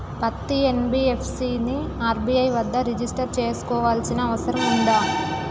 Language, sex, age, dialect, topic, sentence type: Telugu, female, 18-24, Telangana, banking, question